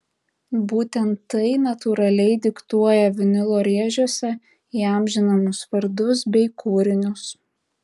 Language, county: Lithuanian, Tauragė